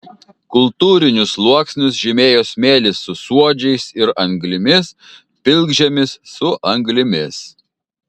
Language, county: Lithuanian, Kaunas